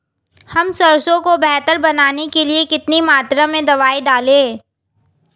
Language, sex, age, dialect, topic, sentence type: Hindi, female, 18-24, Hindustani Malvi Khadi Boli, agriculture, question